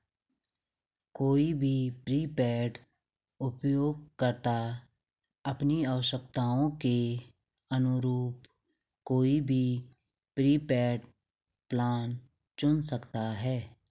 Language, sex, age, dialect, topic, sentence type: Hindi, female, 36-40, Garhwali, banking, statement